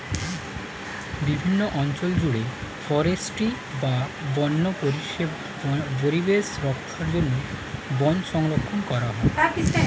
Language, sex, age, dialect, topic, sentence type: Bengali, male, 25-30, Standard Colloquial, agriculture, statement